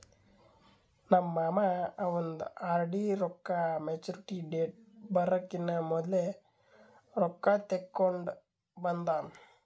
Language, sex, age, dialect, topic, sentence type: Kannada, male, 18-24, Northeastern, banking, statement